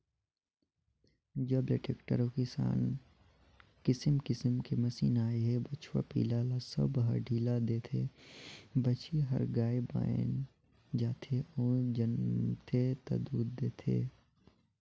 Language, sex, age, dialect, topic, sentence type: Chhattisgarhi, male, 56-60, Northern/Bhandar, agriculture, statement